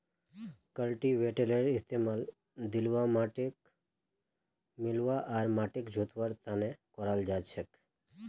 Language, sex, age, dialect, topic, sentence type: Magahi, male, 31-35, Northeastern/Surjapuri, agriculture, statement